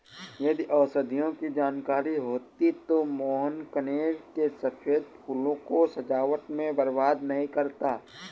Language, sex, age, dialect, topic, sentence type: Hindi, male, 18-24, Awadhi Bundeli, agriculture, statement